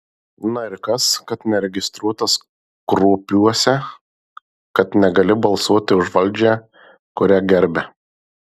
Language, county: Lithuanian, Marijampolė